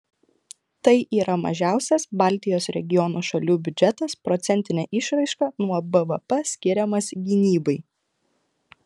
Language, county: Lithuanian, Klaipėda